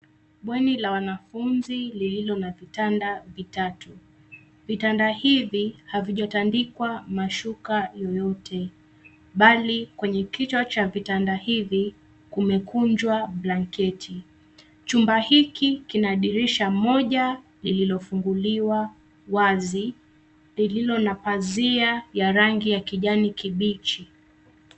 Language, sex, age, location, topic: Swahili, female, 25-35, Nairobi, education